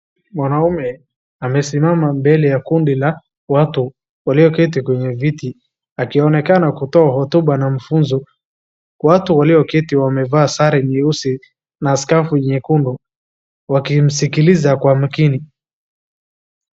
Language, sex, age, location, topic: Swahili, male, 36-49, Wajir, government